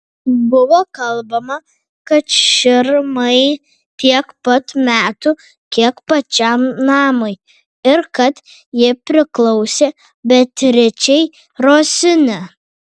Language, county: Lithuanian, Vilnius